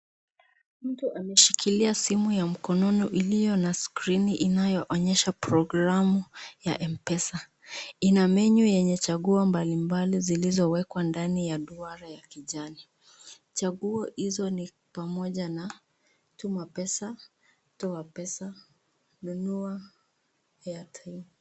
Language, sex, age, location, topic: Swahili, female, 25-35, Nakuru, finance